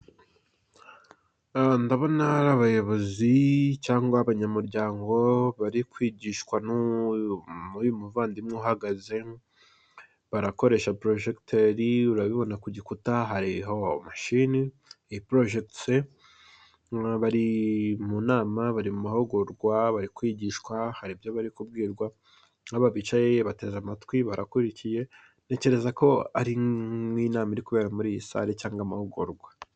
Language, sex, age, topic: Kinyarwanda, male, 18-24, government